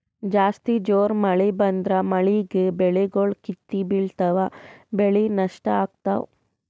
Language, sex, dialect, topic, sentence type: Kannada, female, Northeastern, agriculture, statement